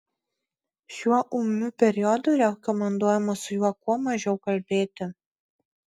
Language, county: Lithuanian, Marijampolė